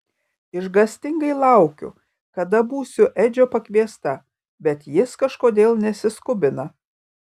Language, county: Lithuanian, Kaunas